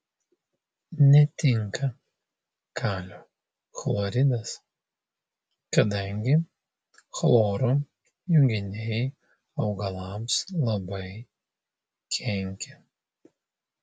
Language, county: Lithuanian, Vilnius